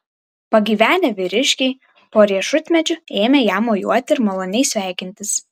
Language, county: Lithuanian, Vilnius